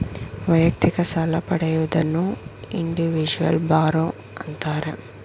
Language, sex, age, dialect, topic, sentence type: Kannada, female, 56-60, Mysore Kannada, banking, statement